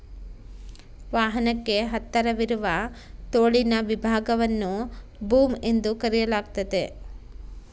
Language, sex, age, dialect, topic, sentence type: Kannada, female, 36-40, Central, agriculture, statement